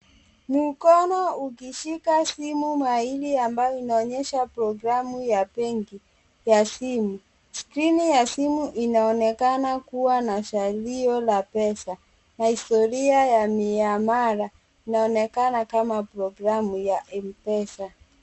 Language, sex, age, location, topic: Swahili, female, 36-49, Kisumu, finance